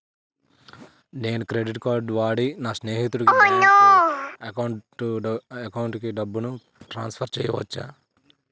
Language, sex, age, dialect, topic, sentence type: Telugu, male, 25-30, Utterandhra, banking, question